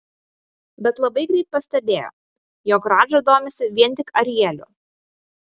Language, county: Lithuanian, Vilnius